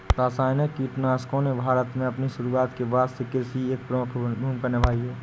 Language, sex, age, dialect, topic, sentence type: Hindi, male, 18-24, Awadhi Bundeli, agriculture, statement